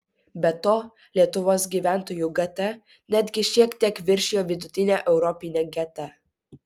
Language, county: Lithuanian, Vilnius